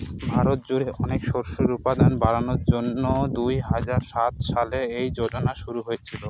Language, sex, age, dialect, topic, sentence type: Bengali, male, 18-24, Northern/Varendri, agriculture, statement